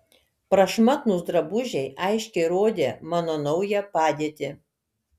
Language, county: Lithuanian, Kaunas